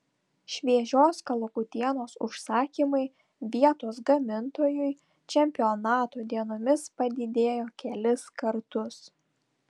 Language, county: Lithuanian, Telšiai